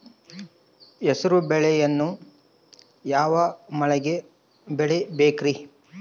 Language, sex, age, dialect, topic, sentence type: Kannada, male, 25-30, Central, agriculture, question